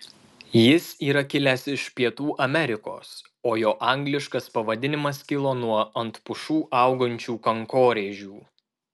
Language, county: Lithuanian, Marijampolė